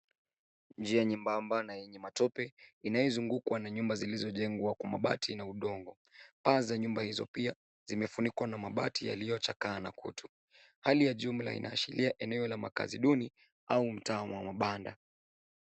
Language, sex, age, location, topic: Swahili, male, 18-24, Nairobi, government